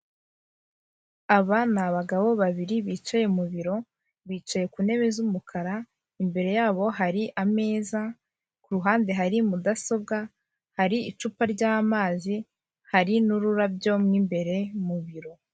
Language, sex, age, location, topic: Kinyarwanda, female, 25-35, Kigali, finance